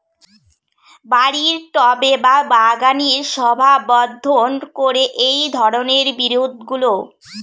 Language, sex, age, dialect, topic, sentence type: Bengali, female, 25-30, Rajbangshi, agriculture, question